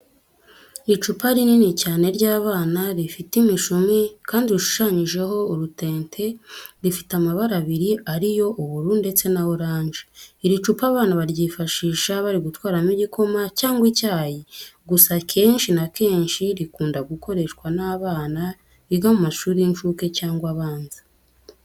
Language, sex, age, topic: Kinyarwanda, female, 18-24, education